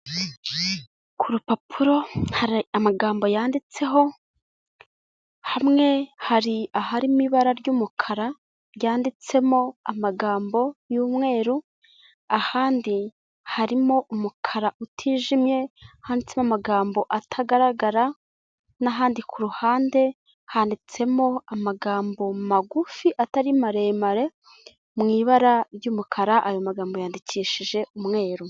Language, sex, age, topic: Kinyarwanda, female, 25-35, health